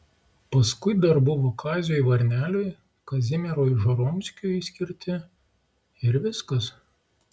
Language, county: Lithuanian, Klaipėda